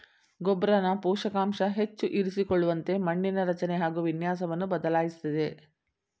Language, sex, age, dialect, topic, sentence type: Kannada, female, 60-100, Mysore Kannada, agriculture, statement